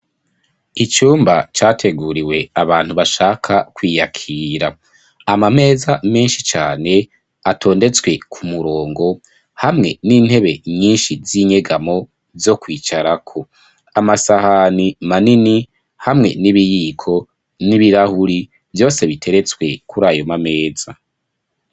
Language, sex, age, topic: Rundi, male, 25-35, education